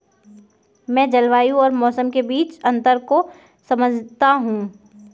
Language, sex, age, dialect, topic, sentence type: Hindi, female, 41-45, Kanauji Braj Bhasha, agriculture, statement